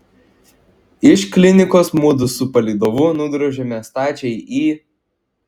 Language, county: Lithuanian, Klaipėda